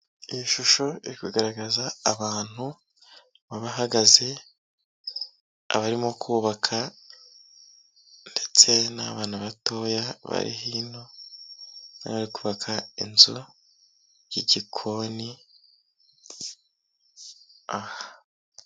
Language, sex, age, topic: Kinyarwanda, male, 25-35, health